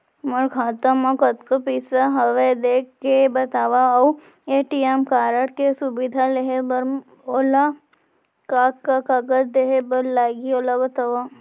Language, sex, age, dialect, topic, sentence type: Chhattisgarhi, female, 18-24, Central, banking, question